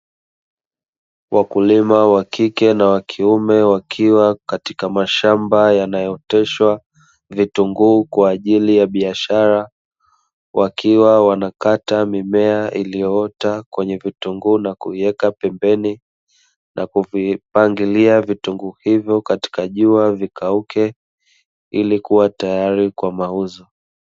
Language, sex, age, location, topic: Swahili, male, 25-35, Dar es Salaam, agriculture